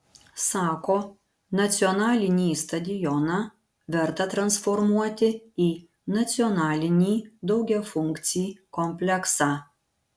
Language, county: Lithuanian, Panevėžys